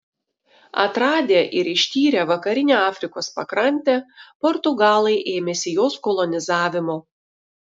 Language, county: Lithuanian, Šiauliai